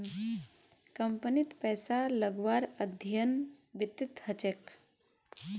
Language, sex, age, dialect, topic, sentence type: Magahi, female, 18-24, Northeastern/Surjapuri, banking, statement